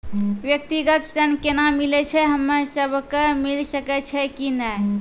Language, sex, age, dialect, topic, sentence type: Maithili, female, 18-24, Angika, banking, question